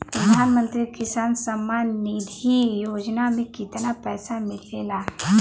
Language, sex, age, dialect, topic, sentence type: Bhojpuri, male, 18-24, Western, agriculture, question